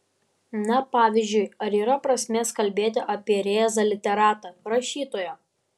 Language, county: Lithuanian, Vilnius